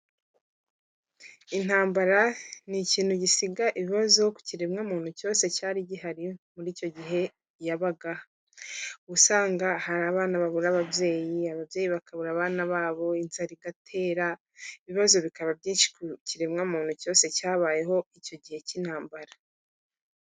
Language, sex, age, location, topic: Kinyarwanda, female, 18-24, Kigali, health